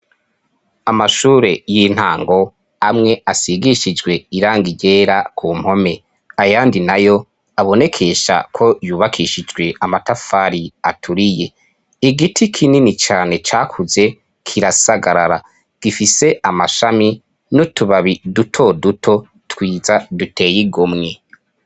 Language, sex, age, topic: Rundi, male, 25-35, education